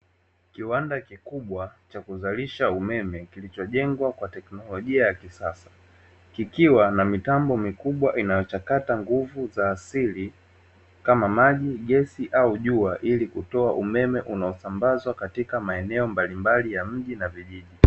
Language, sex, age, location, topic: Swahili, male, 18-24, Dar es Salaam, government